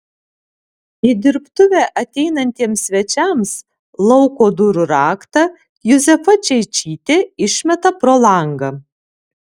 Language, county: Lithuanian, Alytus